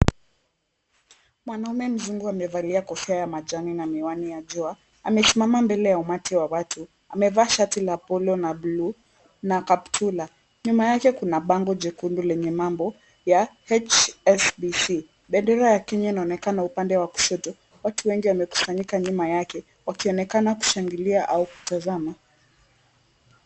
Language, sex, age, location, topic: Swahili, female, 18-24, Kisumu, government